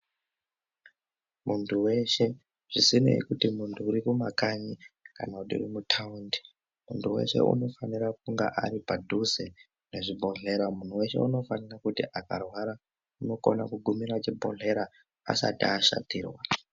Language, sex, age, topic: Ndau, male, 18-24, health